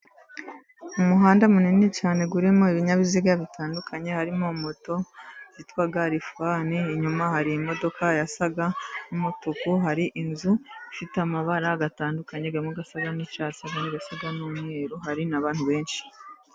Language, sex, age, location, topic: Kinyarwanda, female, 25-35, Musanze, government